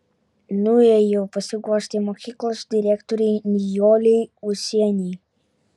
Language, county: Lithuanian, Utena